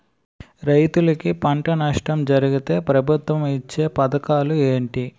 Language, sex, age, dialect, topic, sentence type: Telugu, male, 18-24, Utterandhra, agriculture, question